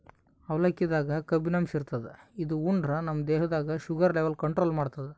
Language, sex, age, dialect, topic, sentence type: Kannada, male, 18-24, Northeastern, agriculture, statement